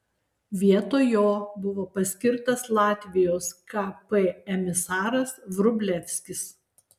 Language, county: Lithuanian, Alytus